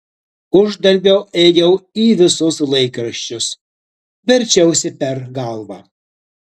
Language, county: Lithuanian, Utena